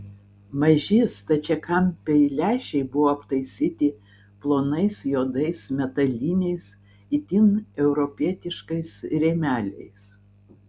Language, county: Lithuanian, Vilnius